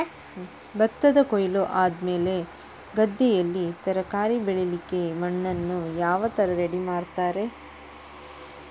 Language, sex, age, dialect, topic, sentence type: Kannada, female, 31-35, Coastal/Dakshin, agriculture, question